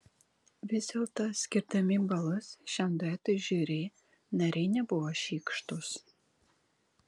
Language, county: Lithuanian, Kaunas